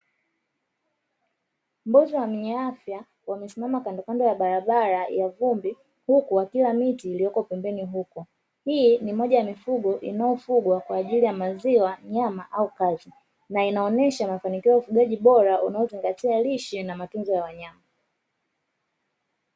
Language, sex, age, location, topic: Swahili, female, 25-35, Dar es Salaam, agriculture